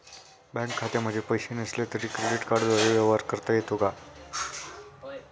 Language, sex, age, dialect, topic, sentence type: Marathi, male, 18-24, Standard Marathi, banking, question